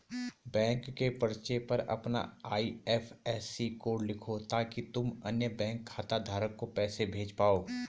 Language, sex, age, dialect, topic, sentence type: Hindi, male, 31-35, Garhwali, banking, statement